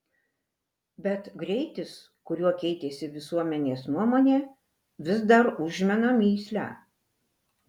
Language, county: Lithuanian, Alytus